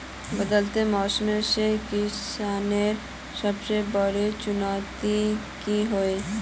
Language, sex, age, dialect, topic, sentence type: Magahi, female, 18-24, Northeastern/Surjapuri, agriculture, question